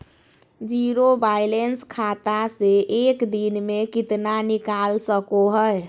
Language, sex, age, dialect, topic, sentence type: Magahi, female, 25-30, Southern, banking, question